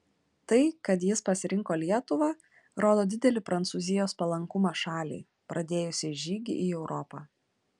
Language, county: Lithuanian, Klaipėda